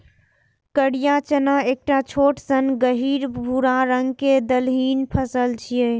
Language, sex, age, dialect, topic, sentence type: Maithili, female, 41-45, Eastern / Thethi, agriculture, statement